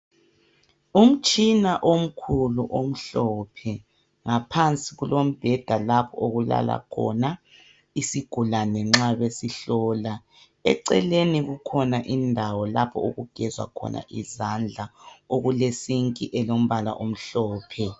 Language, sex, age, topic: North Ndebele, male, 25-35, health